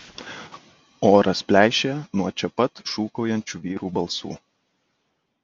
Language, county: Lithuanian, Kaunas